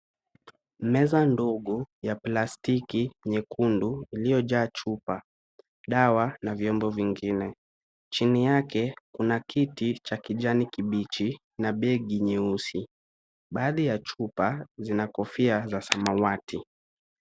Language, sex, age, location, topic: Swahili, male, 36-49, Kisumu, health